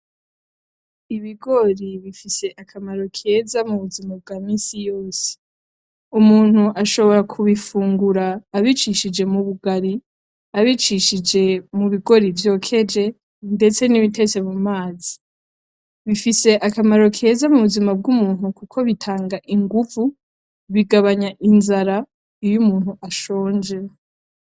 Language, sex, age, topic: Rundi, female, 18-24, agriculture